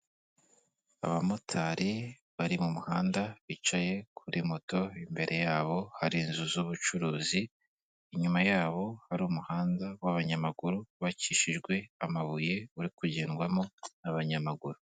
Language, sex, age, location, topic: Kinyarwanda, male, 18-24, Kigali, government